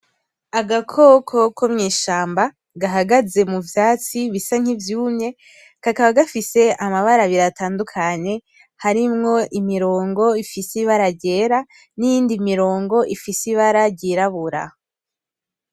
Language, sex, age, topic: Rundi, female, 18-24, agriculture